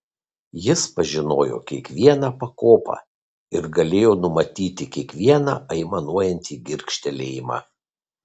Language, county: Lithuanian, Kaunas